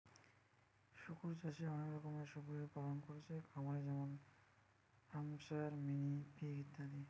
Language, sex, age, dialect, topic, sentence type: Bengali, male, 18-24, Western, agriculture, statement